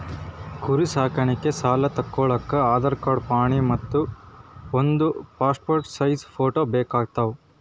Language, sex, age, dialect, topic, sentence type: Kannada, female, 25-30, Northeastern, agriculture, statement